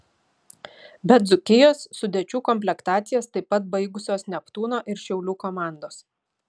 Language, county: Lithuanian, Šiauliai